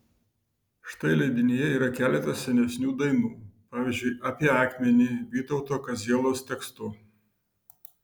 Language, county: Lithuanian, Vilnius